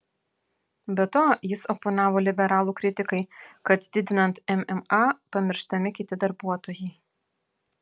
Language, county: Lithuanian, Vilnius